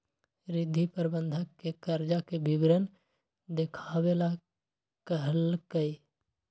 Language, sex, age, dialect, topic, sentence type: Magahi, male, 25-30, Western, banking, statement